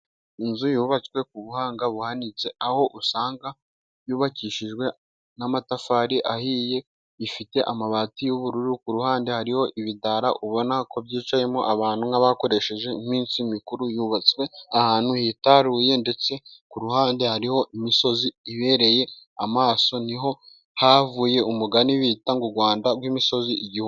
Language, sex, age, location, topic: Kinyarwanda, male, 25-35, Musanze, government